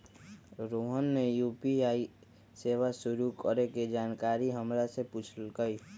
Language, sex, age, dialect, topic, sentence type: Magahi, male, 31-35, Western, banking, statement